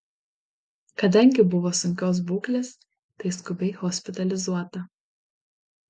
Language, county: Lithuanian, Panevėžys